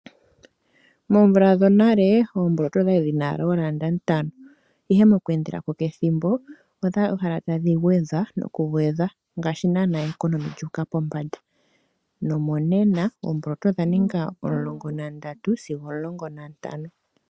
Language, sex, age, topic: Oshiwambo, female, 25-35, finance